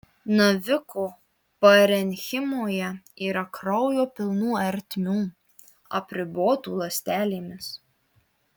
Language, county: Lithuanian, Marijampolė